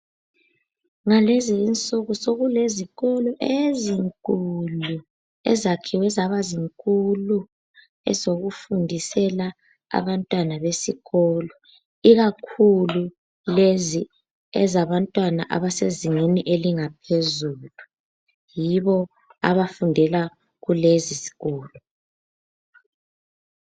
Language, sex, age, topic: North Ndebele, female, 18-24, education